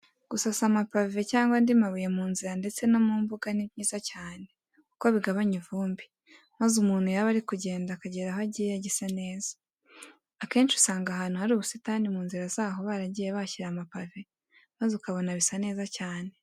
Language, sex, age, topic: Kinyarwanda, female, 18-24, education